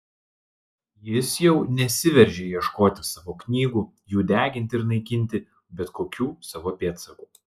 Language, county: Lithuanian, Klaipėda